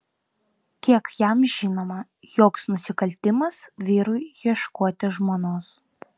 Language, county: Lithuanian, Vilnius